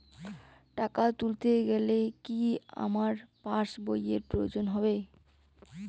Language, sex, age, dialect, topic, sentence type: Bengali, female, 18-24, Rajbangshi, banking, question